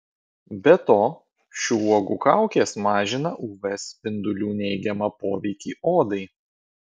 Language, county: Lithuanian, Vilnius